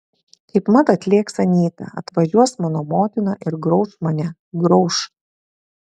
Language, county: Lithuanian, Šiauliai